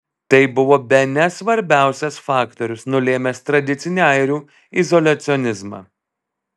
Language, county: Lithuanian, Alytus